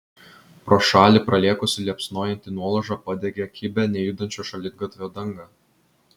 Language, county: Lithuanian, Vilnius